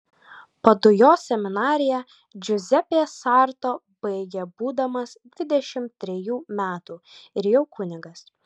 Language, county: Lithuanian, Kaunas